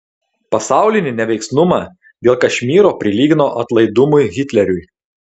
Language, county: Lithuanian, Telšiai